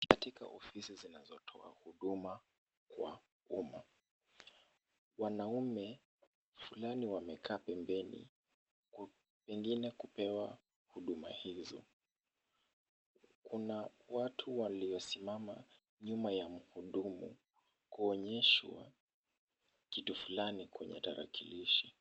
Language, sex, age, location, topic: Swahili, male, 25-35, Kisumu, government